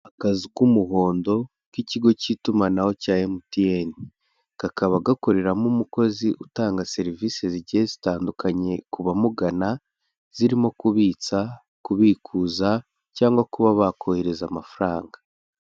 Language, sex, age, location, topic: Kinyarwanda, male, 18-24, Kigali, finance